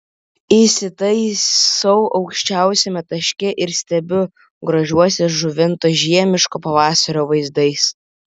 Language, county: Lithuanian, Vilnius